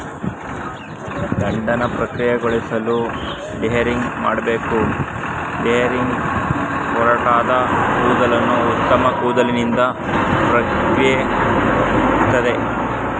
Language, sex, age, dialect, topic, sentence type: Kannada, male, 18-24, Mysore Kannada, agriculture, statement